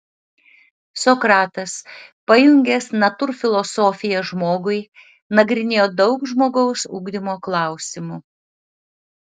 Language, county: Lithuanian, Utena